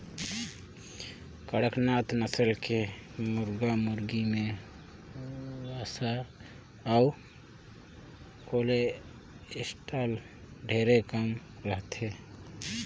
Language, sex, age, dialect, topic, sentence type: Chhattisgarhi, male, 18-24, Northern/Bhandar, agriculture, statement